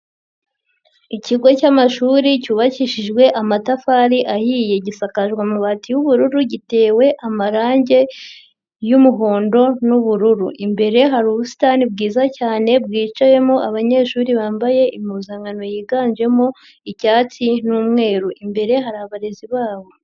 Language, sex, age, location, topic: Kinyarwanda, female, 50+, Nyagatare, education